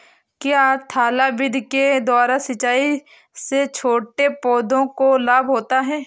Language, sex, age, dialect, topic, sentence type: Hindi, male, 25-30, Kanauji Braj Bhasha, agriculture, question